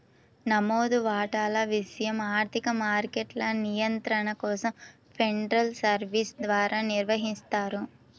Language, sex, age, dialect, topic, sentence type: Telugu, female, 18-24, Central/Coastal, banking, statement